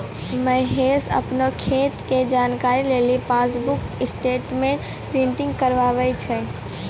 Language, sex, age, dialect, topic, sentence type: Maithili, female, 18-24, Angika, banking, statement